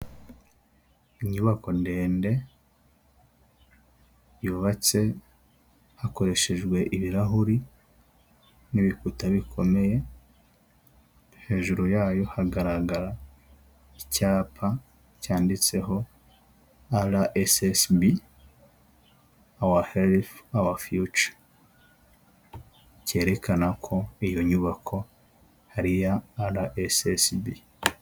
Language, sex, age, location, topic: Kinyarwanda, male, 25-35, Huye, finance